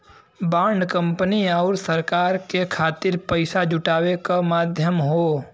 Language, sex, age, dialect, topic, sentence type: Bhojpuri, male, 18-24, Western, banking, statement